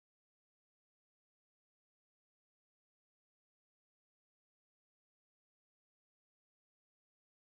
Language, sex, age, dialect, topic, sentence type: Bengali, male, 18-24, Rajbangshi, banking, statement